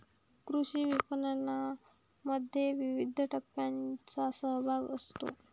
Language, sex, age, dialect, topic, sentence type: Marathi, female, 18-24, Varhadi, agriculture, statement